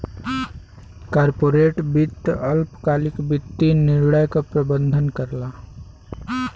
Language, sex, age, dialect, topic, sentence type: Bhojpuri, male, 18-24, Western, banking, statement